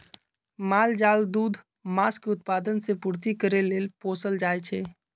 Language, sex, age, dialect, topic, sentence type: Magahi, male, 25-30, Western, agriculture, statement